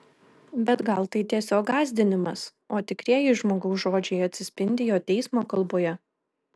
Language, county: Lithuanian, Kaunas